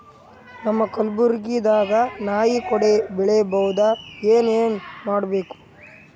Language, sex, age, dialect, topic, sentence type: Kannada, male, 18-24, Northeastern, agriculture, question